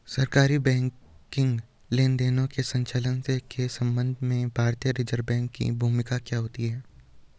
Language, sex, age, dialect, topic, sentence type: Hindi, male, 18-24, Hindustani Malvi Khadi Boli, banking, question